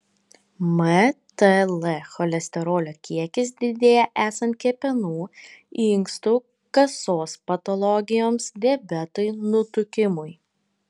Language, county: Lithuanian, Panevėžys